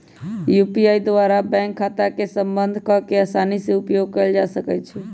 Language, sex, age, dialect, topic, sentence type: Magahi, female, 25-30, Western, banking, statement